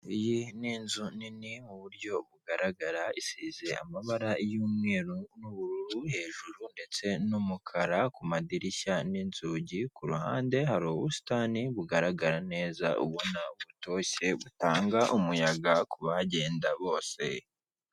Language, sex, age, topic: Kinyarwanda, male, 18-24, finance